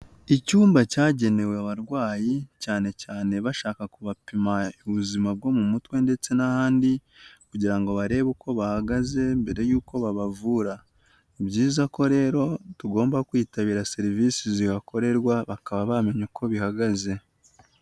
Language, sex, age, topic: Kinyarwanda, male, 18-24, health